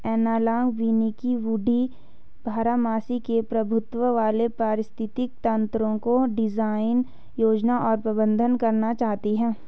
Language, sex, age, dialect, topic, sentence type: Hindi, female, 18-24, Hindustani Malvi Khadi Boli, agriculture, statement